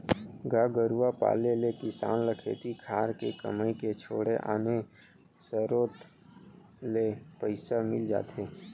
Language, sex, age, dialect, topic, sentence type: Chhattisgarhi, male, 18-24, Central, agriculture, statement